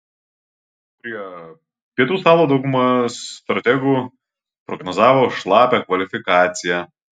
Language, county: Lithuanian, Kaunas